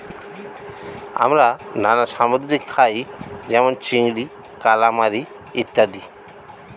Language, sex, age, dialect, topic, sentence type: Bengali, male, 36-40, Standard Colloquial, agriculture, statement